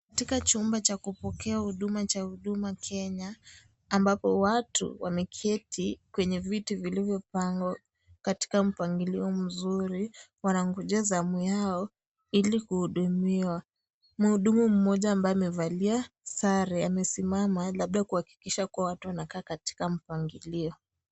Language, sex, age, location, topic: Swahili, female, 25-35, Kisii, government